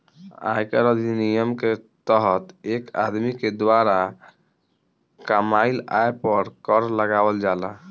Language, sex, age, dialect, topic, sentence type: Bhojpuri, male, 18-24, Southern / Standard, banking, statement